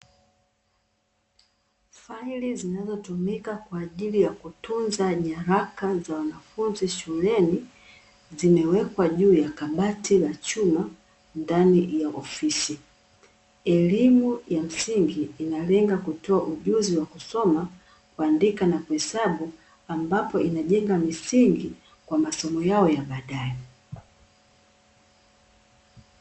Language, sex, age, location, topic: Swahili, female, 36-49, Dar es Salaam, education